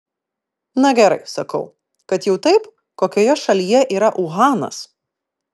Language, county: Lithuanian, Vilnius